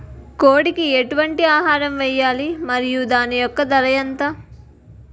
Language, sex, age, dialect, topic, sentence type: Telugu, female, 60-100, Utterandhra, agriculture, question